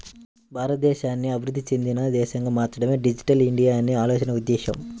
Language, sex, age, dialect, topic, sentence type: Telugu, male, 31-35, Central/Coastal, banking, statement